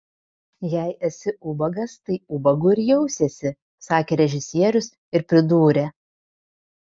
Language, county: Lithuanian, Vilnius